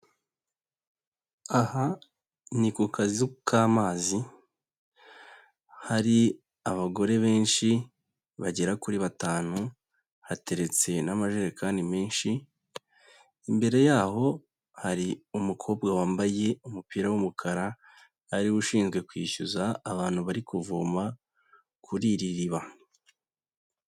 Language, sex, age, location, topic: Kinyarwanda, male, 25-35, Huye, health